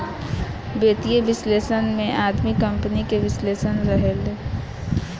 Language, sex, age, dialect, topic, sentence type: Bhojpuri, female, <18, Southern / Standard, banking, statement